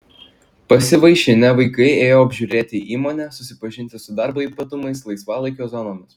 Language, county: Lithuanian, Klaipėda